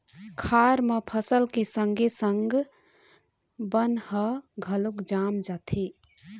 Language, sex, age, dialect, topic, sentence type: Chhattisgarhi, female, 18-24, Eastern, agriculture, statement